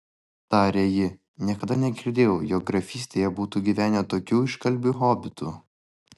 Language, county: Lithuanian, Vilnius